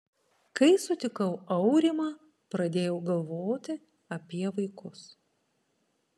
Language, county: Lithuanian, Panevėžys